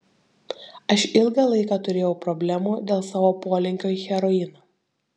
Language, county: Lithuanian, Šiauliai